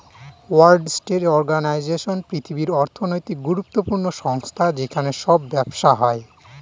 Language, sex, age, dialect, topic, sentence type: Bengali, male, 25-30, Northern/Varendri, banking, statement